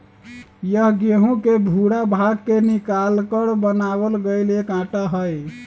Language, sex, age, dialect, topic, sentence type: Magahi, male, 36-40, Western, agriculture, statement